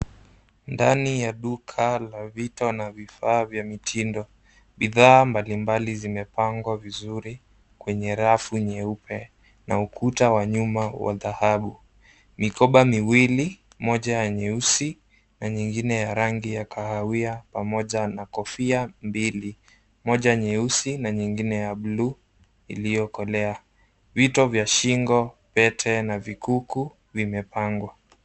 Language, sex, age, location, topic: Swahili, male, 18-24, Nairobi, finance